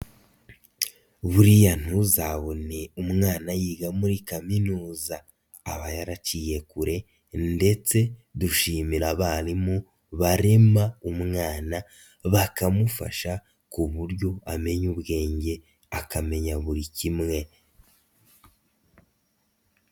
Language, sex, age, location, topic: Kinyarwanda, male, 50+, Nyagatare, education